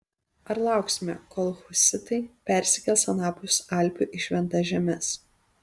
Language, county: Lithuanian, Panevėžys